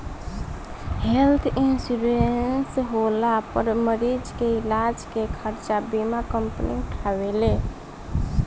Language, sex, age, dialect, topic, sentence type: Bhojpuri, female, <18, Southern / Standard, banking, statement